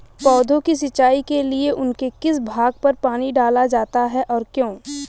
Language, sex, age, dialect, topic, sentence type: Hindi, female, 25-30, Hindustani Malvi Khadi Boli, agriculture, question